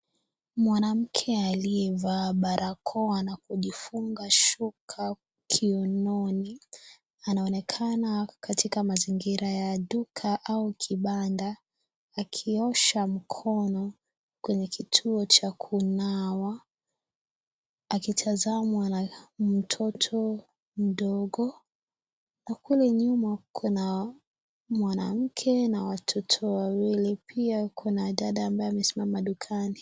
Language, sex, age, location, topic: Swahili, female, 18-24, Kisii, health